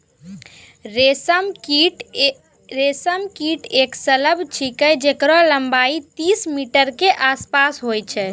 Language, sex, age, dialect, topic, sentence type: Maithili, female, 51-55, Angika, agriculture, statement